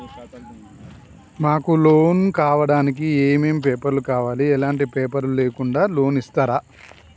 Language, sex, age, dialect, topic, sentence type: Telugu, male, 31-35, Telangana, banking, question